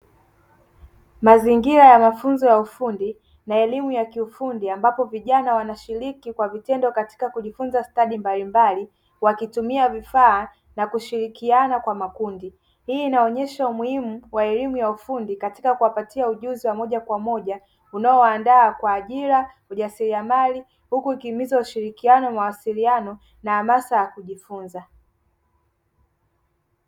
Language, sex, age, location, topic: Swahili, male, 18-24, Dar es Salaam, education